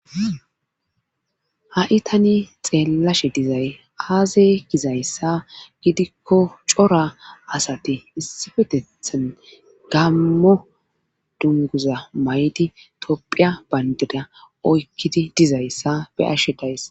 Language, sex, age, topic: Gamo, female, 25-35, government